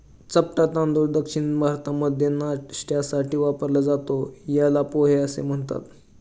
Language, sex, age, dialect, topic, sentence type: Marathi, male, 31-35, Northern Konkan, agriculture, statement